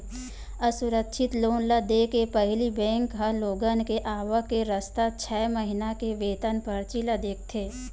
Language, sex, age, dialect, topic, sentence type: Chhattisgarhi, female, 25-30, Western/Budati/Khatahi, banking, statement